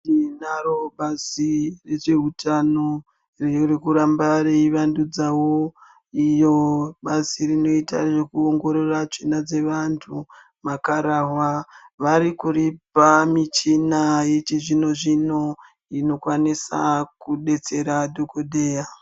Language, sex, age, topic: Ndau, female, 36-49, health